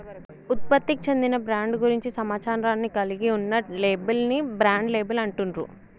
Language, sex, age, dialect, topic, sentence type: Telugu, male, 56-60, Telangana, banking, statement